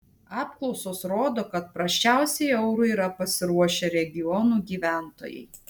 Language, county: Lithuanian, Tauragė